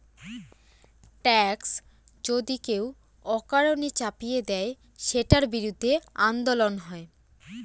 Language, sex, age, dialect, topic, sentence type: Bengali, female, 18-24, Northern/Varendri, banking, statement